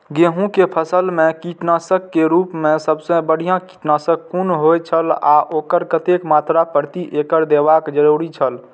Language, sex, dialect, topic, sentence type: Maithili, male, Eastern / Thethi, agriculture, question